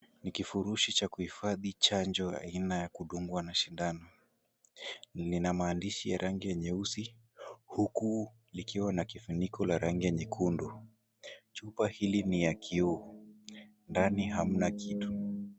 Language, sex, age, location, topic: Swahili, male, 18-24, Kisumu, health